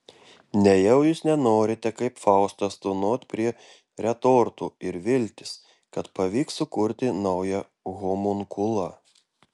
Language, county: Lithuanian, Klaipėda